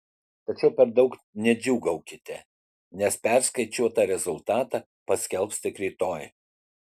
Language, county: Lithuanian, Utena